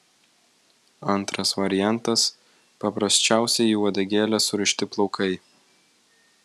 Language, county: Lithuanian, Vilnius